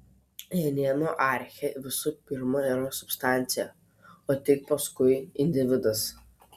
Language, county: Lithuanian, Telšiai